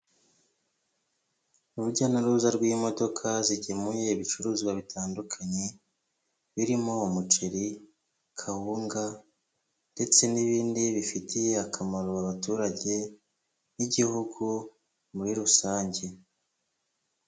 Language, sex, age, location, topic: Kinyarwanda, male, 25-35, Kigali, health